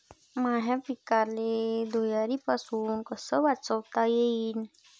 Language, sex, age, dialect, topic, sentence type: Marathi, female, 18-24, Varhadi, agriculture, question